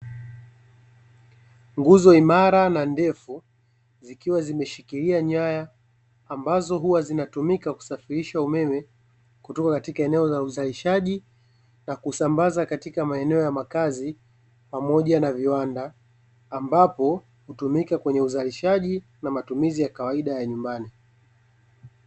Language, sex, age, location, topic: Swahili, male, 25-35, Dar es Salaam, government